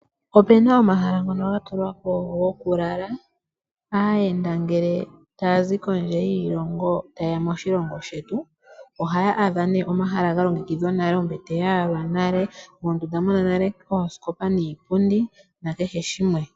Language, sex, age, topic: Oshiwambo, female, 18-24, agriculture